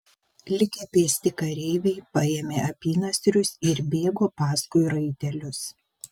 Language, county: Lithuanian, Vilnius